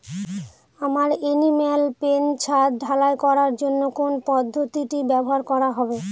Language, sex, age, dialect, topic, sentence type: Bengali, female, 25-30, Northern/Varendri, banking, question